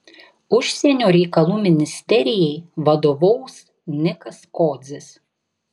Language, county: Lithuanian, Tauragė